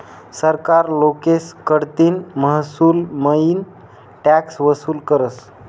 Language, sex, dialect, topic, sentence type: Marathi, male, Northern Konkan, banking, statement